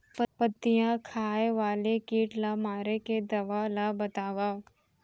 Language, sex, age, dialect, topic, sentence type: Chhattisgarhi, female, 18-24, Central, agriculture, question